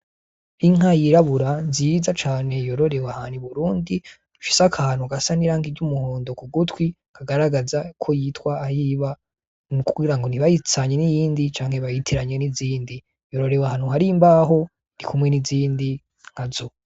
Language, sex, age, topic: Rundi, male, 25-35, agriculture